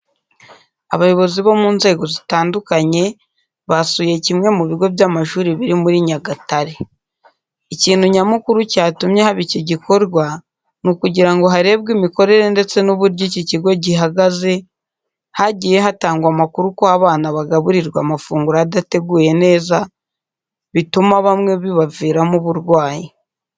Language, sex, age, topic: Kinyarwanda, female, 18-24, education